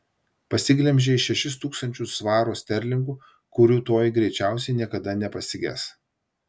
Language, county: Lithuanian, Vilnius